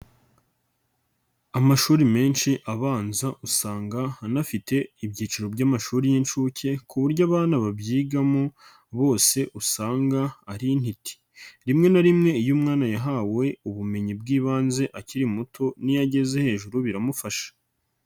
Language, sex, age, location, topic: Kinyarwanda, male, 25-35, Nyagatare, education